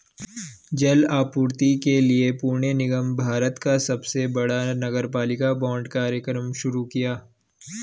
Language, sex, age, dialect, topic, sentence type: Hindi, male, 18-24, Garhwali, banking, statement